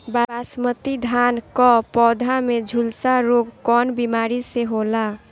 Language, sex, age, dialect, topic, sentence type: Bhojpuri, female, 18-24, Northern, agriculture, question